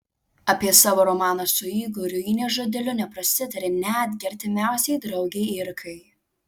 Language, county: Lithuanian, Alytus